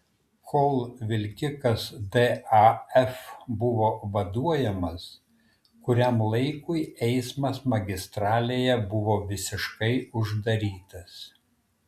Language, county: Lithuanian, Kaunas